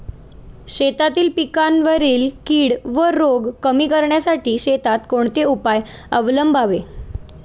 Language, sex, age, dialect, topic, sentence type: Marathi, female, 18-24, Standard Marathi, agriculture, question